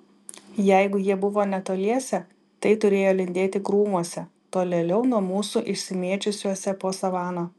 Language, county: Lithuanian, Vilnius